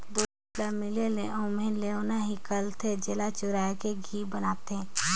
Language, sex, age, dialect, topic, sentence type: Chhattisgarhi, female, 18-24, Northern/Bhandar, agriculture, statement